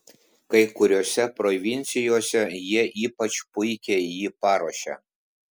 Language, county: Lithuanian, Klaipėda